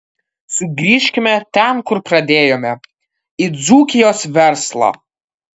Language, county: Lithuanian, Kaunas